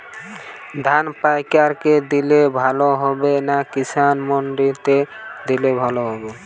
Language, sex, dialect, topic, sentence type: Bengali, male, Western, agriculture, question